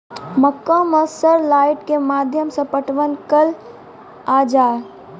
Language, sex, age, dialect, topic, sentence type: Maithili, female, 18-24, Angika, agriculture, question